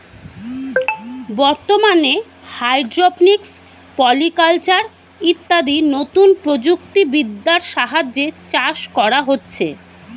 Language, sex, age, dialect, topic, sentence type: Bengali, female, 31-35, Standard Colloquial, agriculture, statement